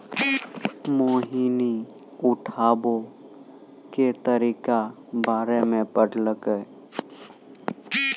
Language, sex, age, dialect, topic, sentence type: Maithili, male, 18-24, Angika, banking, statement